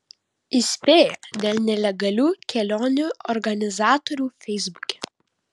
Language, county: Lithuanian, Vilnius